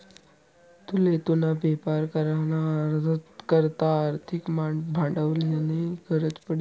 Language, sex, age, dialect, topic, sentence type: Marathi, male, 18-24, Northern Konkan, banking, statement